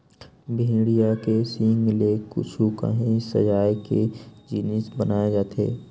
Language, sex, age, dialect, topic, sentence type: Chhattisgarhi, male, 18-24, Western/Budati/Khatahi, agriculture, statement